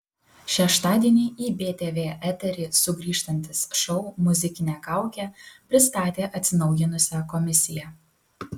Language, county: Lithuanian, Kaunas